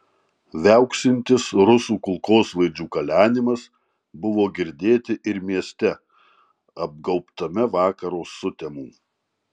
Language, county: Lithuanian, Marijampolė